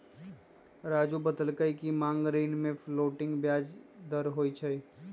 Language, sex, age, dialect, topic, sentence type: Magahi, female, 51-55, Western, banking, statement